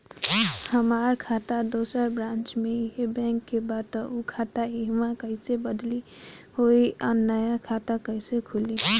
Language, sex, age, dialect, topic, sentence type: Bhojpuri, female, 18-24, Southern / Standard, banking, question